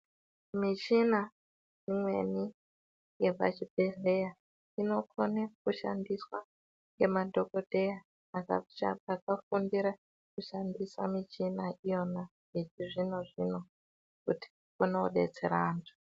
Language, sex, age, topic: Ndau, female, 36-49, health